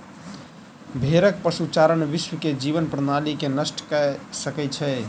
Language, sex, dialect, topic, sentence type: Maithili, male, Southern/Standard, agriculture, statement